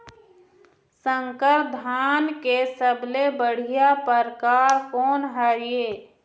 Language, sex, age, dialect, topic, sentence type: Chhattisgarhi, female, 25-30, Eastern, agriculture, question